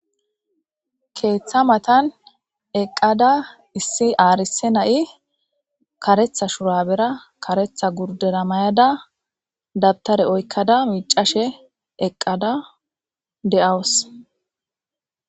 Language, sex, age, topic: Gamo, female, 18-24, government